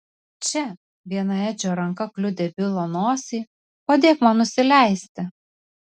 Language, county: Lithuanian, Vilnius